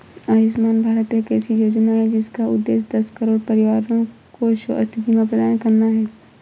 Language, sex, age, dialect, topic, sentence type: Hindi, female, 51-55, Awadhi Bundeli, banking, statement